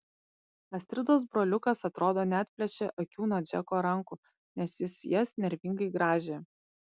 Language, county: Lithuanian, Panevėžys